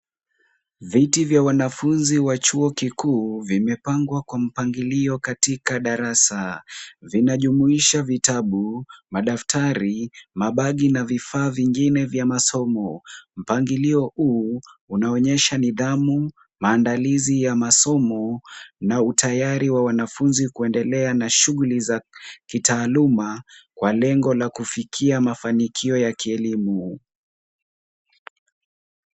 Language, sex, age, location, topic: Swahili, male, 18-24, Kisumu, education